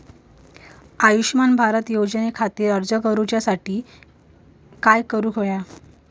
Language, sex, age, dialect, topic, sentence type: Marathi, female, 18-24, Southern Konkan, banking, question